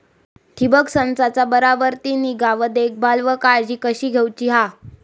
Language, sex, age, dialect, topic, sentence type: Marathi, female, 18-24, Southern Konkan, agriculture, question